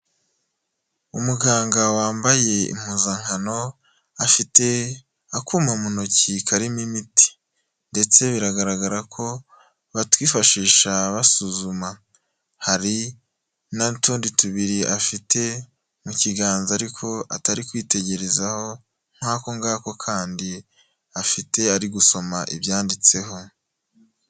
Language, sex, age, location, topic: Kinyarwanda, male, 18-24, Nyagatare, health